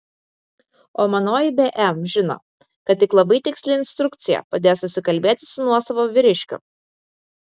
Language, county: Lithuanian, Vilnius